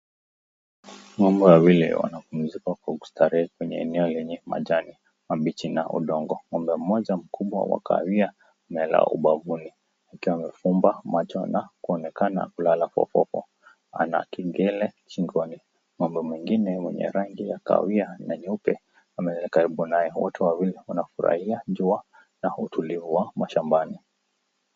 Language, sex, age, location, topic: Swahili, male, 25-35, Nakuru, agriculture